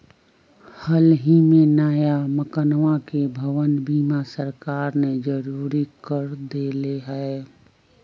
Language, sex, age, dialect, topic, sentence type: Magahi, female, 60-100, Western, banking, statement